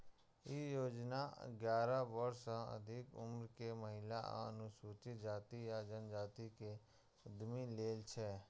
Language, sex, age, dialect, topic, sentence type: Maithili, male, 31-35, Eastern / Thethi, banking, statement